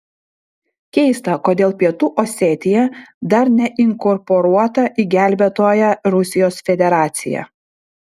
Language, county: Lithuanian, Vilnius